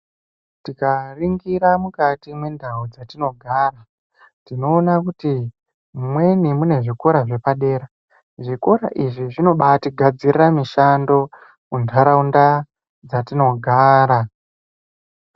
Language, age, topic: Ndau, 18-24, education